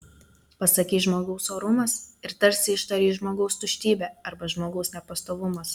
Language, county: Lithuanian, Telšiai